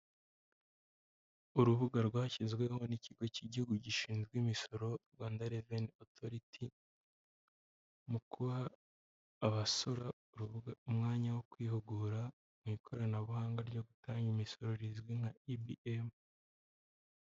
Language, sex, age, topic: Kinyarwanda, male, 25-35, government